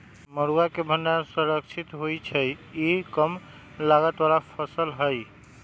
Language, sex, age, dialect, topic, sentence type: Magahi, male, 18-24, Western, agriculture, statement